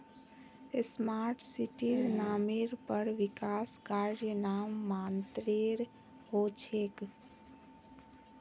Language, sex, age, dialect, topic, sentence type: Magahi, female, 18-24, Northeastern/Surjapuri, banking, statement